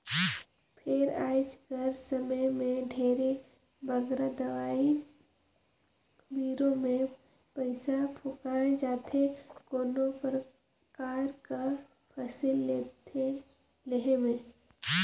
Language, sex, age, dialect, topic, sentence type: Chhattisgarhi, female, 18-24, Northern/Bhandar, agriculture, statement